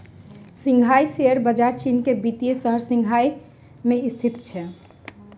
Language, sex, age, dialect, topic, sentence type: Maithili, female, 18-24, Southern/Standard, banking, statement